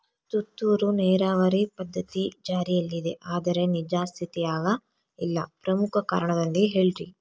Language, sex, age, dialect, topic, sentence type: Kannada, female, 18-24, Central, agriculture, question